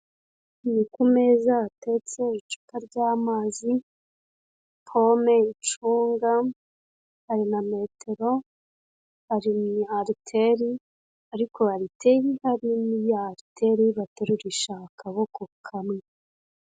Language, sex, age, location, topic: Kinyarwanda, female, 25-35, Kigali, health